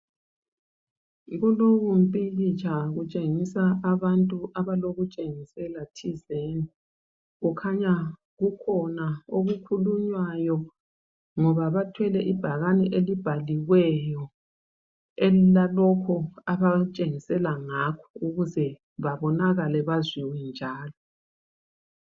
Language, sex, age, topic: North Ndebele, female, 50+, health